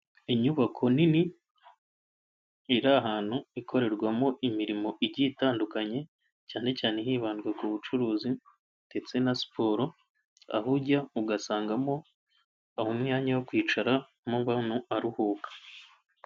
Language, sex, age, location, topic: Kinyarwanda, male, 25-35, Kigali, health